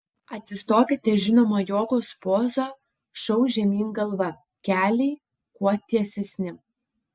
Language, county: Lithuanian, Panevėžys